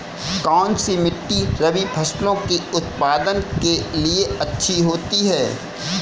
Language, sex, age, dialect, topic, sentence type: Hindi, male, 25-30, Kanauji Braj Bhasha, agriculture, question